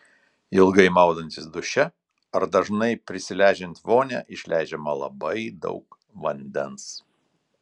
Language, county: Lithuanian, Telšiai